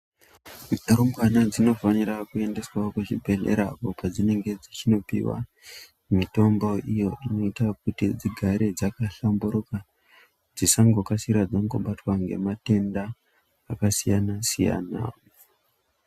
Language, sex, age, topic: Ndau, male, 25-35, health